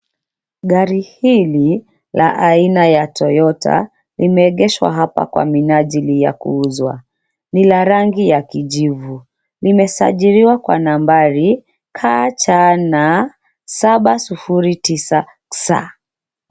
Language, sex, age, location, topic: Swahili, female, 25-35, Nairobi, finance